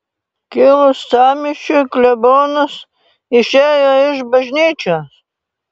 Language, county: Lithuanian, Panevėžys